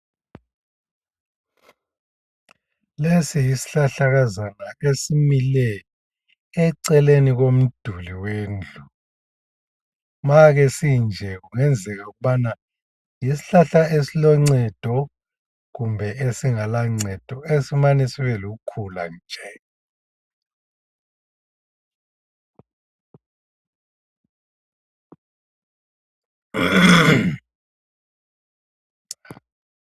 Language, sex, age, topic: North Ndebele, male, 50+, health